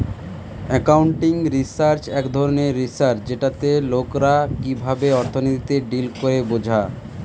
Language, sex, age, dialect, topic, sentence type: Bengali, male, 18-24, Western, banking, statement